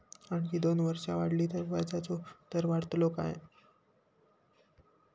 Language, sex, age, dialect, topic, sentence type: Marathi, male, 60-100, Southern Konkan, banking, question